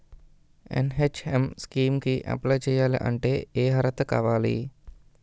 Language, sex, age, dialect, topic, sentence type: Telugu, male, 18-24, Utterandhra, agriculture, question